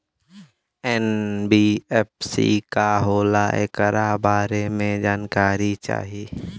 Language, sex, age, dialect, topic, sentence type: Bhojpuri, male, <18, Western, banking, question